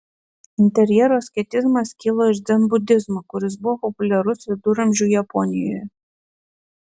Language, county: Lithuanian, Klaipėda